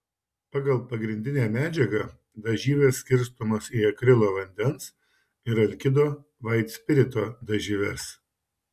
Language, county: Lithuanian, Šiauliai